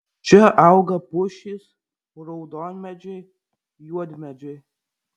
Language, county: Lithuanian, Vilnius